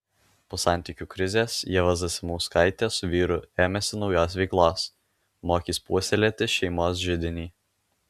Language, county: Lithuanian, Alytus